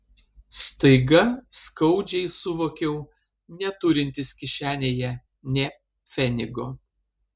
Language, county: Lithuanian, Panevėžys